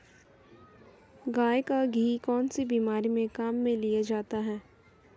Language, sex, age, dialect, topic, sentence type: Hindi, female, 18-24, Marwari Dhudhari, agriculture, question